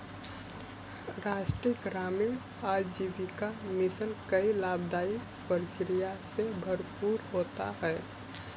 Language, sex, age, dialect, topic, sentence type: Hindi, male, 18-24, Kanauji Braj Bhasha, banking, statement